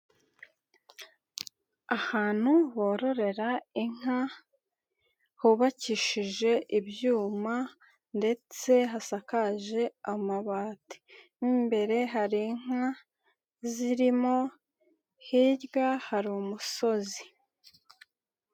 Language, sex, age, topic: Kinyarwanda, female, 18-24, agriculture